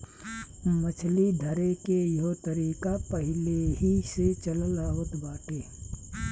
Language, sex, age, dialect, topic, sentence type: Bhojpuri, male, 36-40, Southern / Standard, agriculture, statement